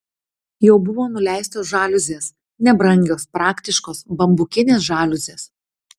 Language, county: Lithuanian, Tauragė